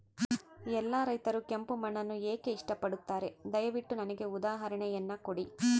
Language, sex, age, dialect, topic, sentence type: Kannada, female, 31-35, Central, agriculture, question